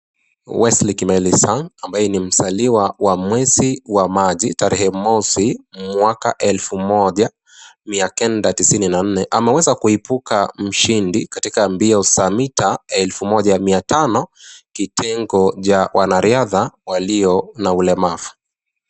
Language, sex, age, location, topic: Swahili, male, 25-35, Nakuru, education